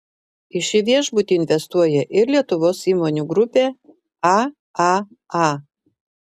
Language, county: Lithuanian, Šiauliai